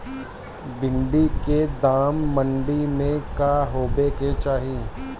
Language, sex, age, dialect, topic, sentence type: Bhojpuri, male, 60-100, Northern, agriculture, question